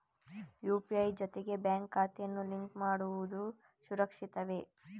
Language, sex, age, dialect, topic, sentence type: Kannada, male, 18-24, Mysore Kannada, banking, question